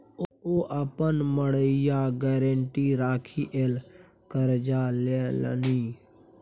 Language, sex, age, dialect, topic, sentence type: Maithili, male, 25-30, Bajjika, banking, statement